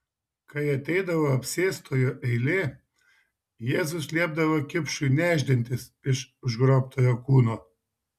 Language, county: Lithuanian, Šiauliai